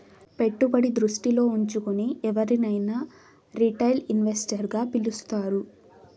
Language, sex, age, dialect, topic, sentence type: Telugu, female, 18-24, Southern, banking, statement